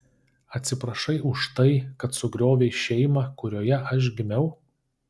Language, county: Lithuanian, Kaunas